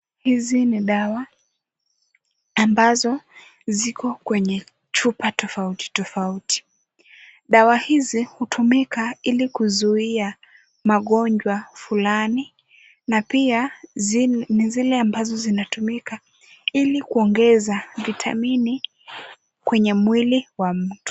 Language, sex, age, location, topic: Swahili, female, 18-24, Kisumu, health